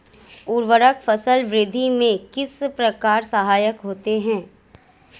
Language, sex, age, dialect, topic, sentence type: Hindi, female, 25-30, Marwari Dhudhari, agriculture, question